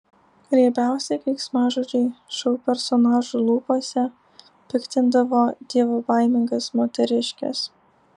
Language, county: Lithuanian, Alytus